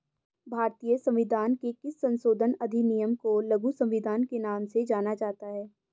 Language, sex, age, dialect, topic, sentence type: Hindi, female, 18-24, Hindustani Malvi Khadi Boli, banking, question